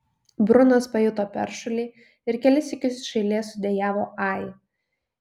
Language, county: Lithuanian, Kaunas